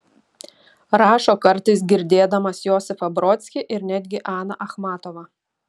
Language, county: Lithuanian, Šiauliai